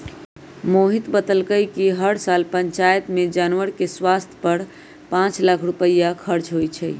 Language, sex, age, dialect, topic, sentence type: Magahi, female, 31-35, Western, agriculture, statement